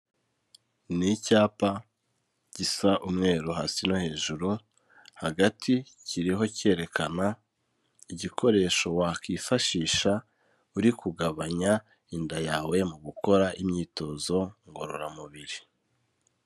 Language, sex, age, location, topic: Kinyarwanda, male, 25-35, Kigali, health